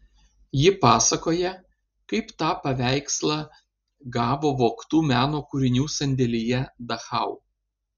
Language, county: Lithuanian, Panevėžys